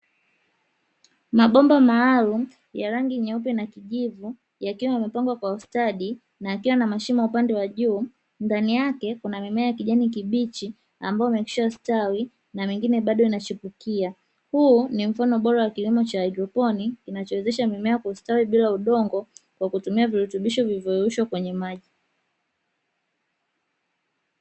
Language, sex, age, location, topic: Swahili, female, 18-24, Dar es Salaam, agriculture